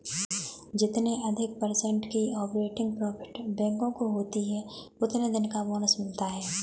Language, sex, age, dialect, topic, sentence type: Hindi, female, 18-24, Kanauji Braj Bhasha, banking, statement